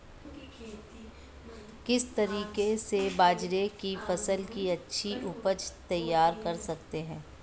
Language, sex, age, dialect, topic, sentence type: Hindi, female, 25-30, Marwari Dhudhari, agriculture, question